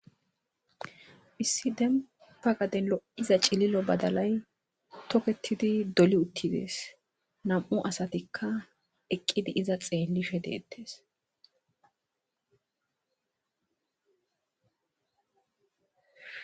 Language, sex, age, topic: Gamo, female, 25-35, agriculture